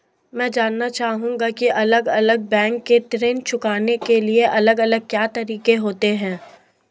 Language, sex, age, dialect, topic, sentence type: Hindi, female, 18-24, Marwari Dhudhari, banking, question